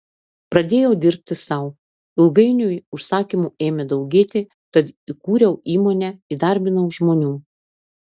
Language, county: Lithuanian, Klaipėda